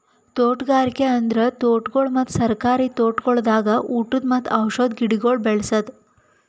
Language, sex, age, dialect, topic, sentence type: Kannada, female, 18-24, Northeastern, agriculture, statement